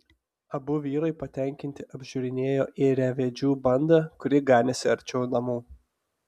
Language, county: Lithuanian, Telšiai